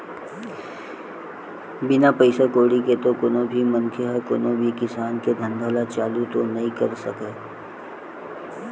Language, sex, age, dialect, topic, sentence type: Chhattisgarhi, male, 18-24, Western/Budati/Khatahi, banking, statement